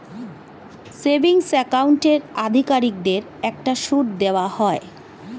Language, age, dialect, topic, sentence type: Bengali, 41-45, Standard Colloquial, banking, statement